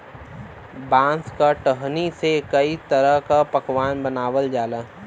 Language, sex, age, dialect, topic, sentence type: Bhojpuri, male, 18-24, Western, agriculture, statement